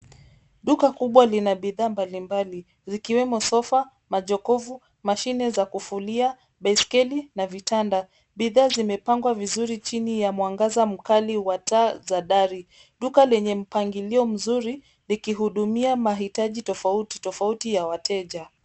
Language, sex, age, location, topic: Swahili, female, 25-35, Nairobi, finance